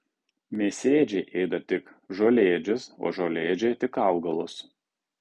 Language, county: Lithuanian, Kaunas